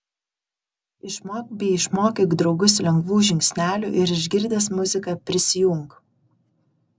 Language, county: Lithuanian, Kaunas